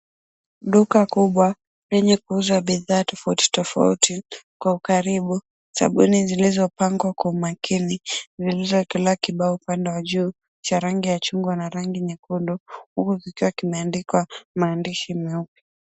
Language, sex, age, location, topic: Swahili, female, 18-24, Mombasa, government